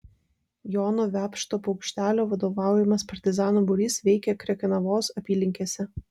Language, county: Lithuanian, Vilnius